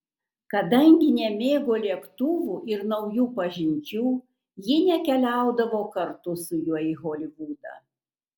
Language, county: Lithuanian, Kaunas